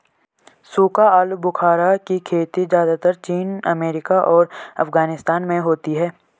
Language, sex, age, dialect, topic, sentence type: Hindi, male, 18-24, Garhwali, agriculture, statement